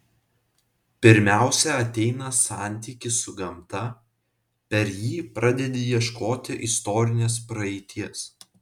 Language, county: Lithuanian, Vilnius